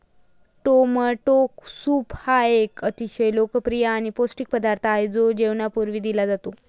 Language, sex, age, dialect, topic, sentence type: Marathi, female, 18-24, Varhadi, agriculture, statement